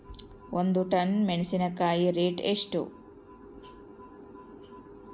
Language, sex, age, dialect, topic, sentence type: Kannada, female, 31-35, Central, agriculture, question